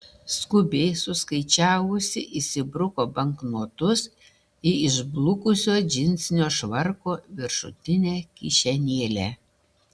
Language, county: Lithuanian, Šiauliai